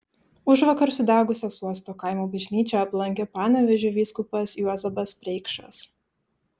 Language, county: Lithuanian, Šiauliai